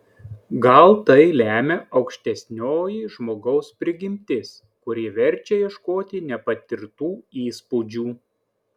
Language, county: Lithuanian, Klaipėda